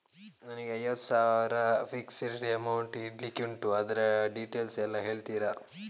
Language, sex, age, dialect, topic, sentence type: Kannada, male, 25-30, Coastal/Dakshin, banking, question